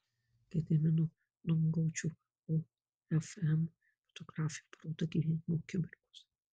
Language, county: Lithuanian, Kaunas